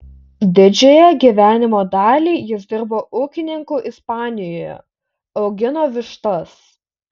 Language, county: Lithuanian, Utena